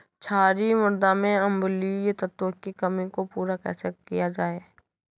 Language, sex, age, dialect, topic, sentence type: Hindi, female, 18-24, Awadhi Bundeli, agriculture, question